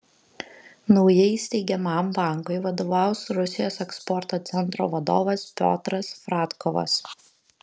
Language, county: Lithuanian, Kaunas